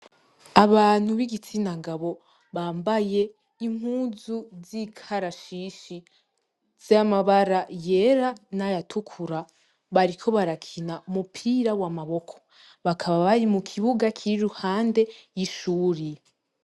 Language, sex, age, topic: Rundi, female, 18-24, education